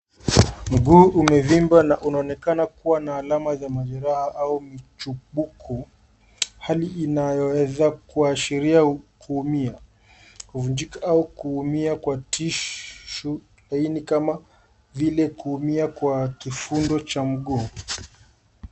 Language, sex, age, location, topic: Swahili, male, 25-35, Nairobi, health